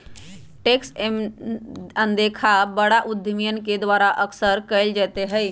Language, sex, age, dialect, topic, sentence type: Magahi, female, 41-45, Western, banking, statement